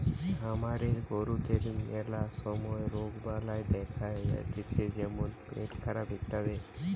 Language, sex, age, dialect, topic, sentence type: Bengali, male, 18-24, Western, agriculture, statement